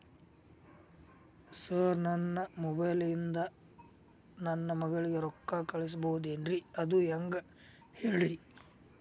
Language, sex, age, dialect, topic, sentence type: Kannada, male, 46-50, Dharwad Kannada, banking, question